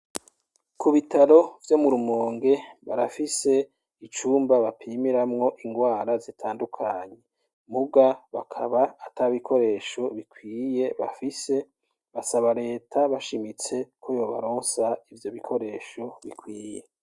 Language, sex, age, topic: Rundi, male, 36-49, education